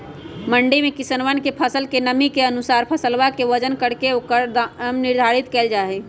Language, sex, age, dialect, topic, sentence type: Magahi, female, 25-30, Western, agriculture, statement